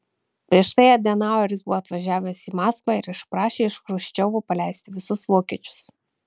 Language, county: Lithuanian, Kaunas